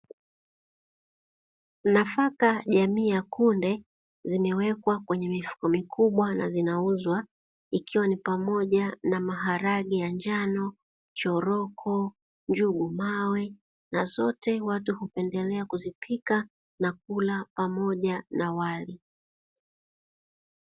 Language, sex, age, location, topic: Swahili, female, 36-49, Dar es Salaam, agriculture